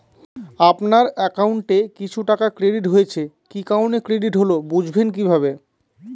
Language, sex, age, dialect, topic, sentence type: Bengali, male, 25-30, Northern/Varendri, banking, question